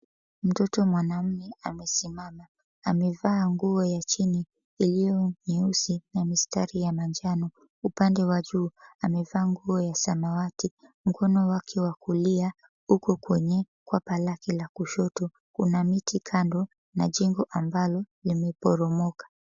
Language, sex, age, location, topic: Swahili, female, 36-49, Mombasa, health